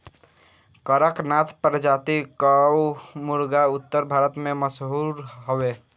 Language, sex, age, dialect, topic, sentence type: Bhojpuri, male, <18, Northern, agriculture, statement